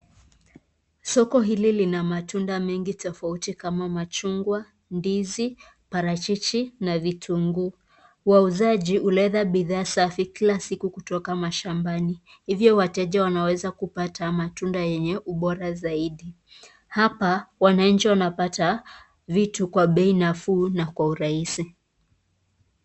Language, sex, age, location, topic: Swahili, female, 25-35, Nakuru, finance